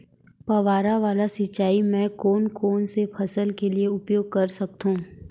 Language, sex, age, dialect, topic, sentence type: Chhattisgarhi, female, 25-30, Central, agriculture, question